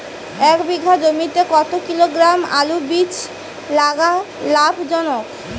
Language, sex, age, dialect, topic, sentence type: Bengali, female, 18-24, Rajbangshi, agriculture, question